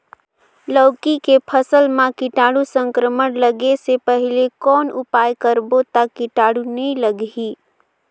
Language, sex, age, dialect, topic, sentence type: Chhattisgarhi, female, 18-24, Northern/Bhandar, agriculture, question